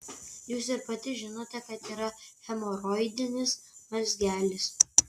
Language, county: Lithuanian, Kaunas